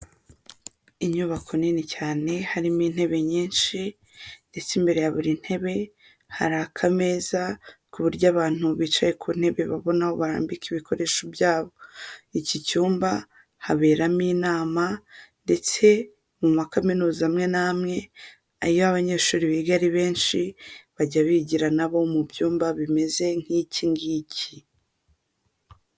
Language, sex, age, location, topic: Kinyarwanda, female, 18-24, Huye, health